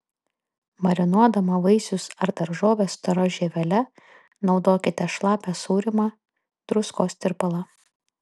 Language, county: Lithuanian, Kaunas